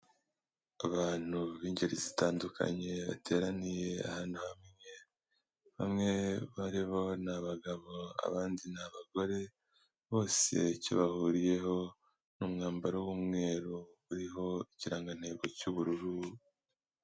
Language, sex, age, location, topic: Kinyarwanda, male, 18-24, Kigali, health